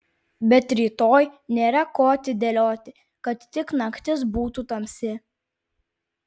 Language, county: Lithuanian, Vilnius